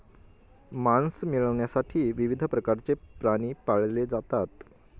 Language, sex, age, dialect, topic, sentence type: Marathi, male, 25-30, Northern Konkan, agriculture, statement